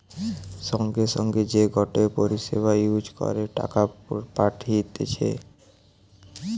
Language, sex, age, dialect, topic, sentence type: Bengali, male, <18, Western, banking, statement